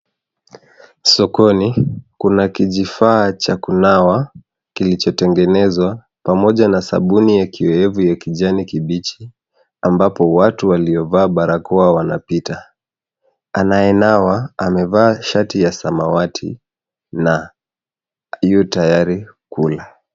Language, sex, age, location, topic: Swahili, male, 25-35, Nairobi, health